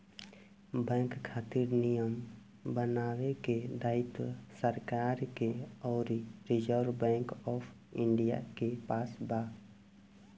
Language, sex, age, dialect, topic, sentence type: Bhojpuri, male, 18-24, Southern / Standard, banking, statement